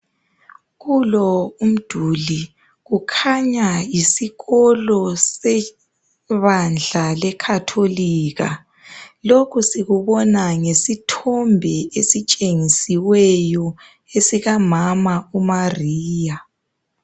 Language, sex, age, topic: North Ndebele, male, 18-24, education